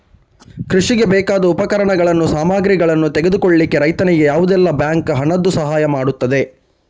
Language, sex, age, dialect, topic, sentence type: Kannada, male, 31-35, Coastal/Dakshin, agriculture, question